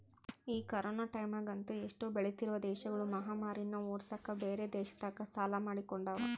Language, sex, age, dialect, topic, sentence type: Kannada, female, 25-30, Central, banking, statement